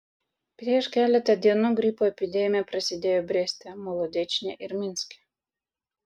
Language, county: Lithuanian, Vilnius